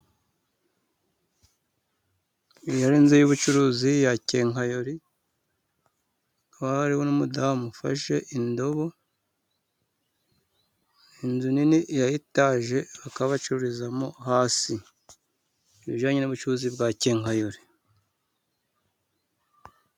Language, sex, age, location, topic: Kinyarwanda, male, 36-49, Musanze, finance